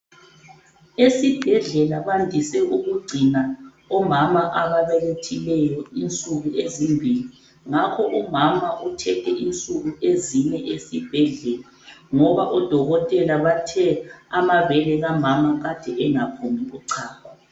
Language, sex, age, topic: North Ndebele, female, 25-35, health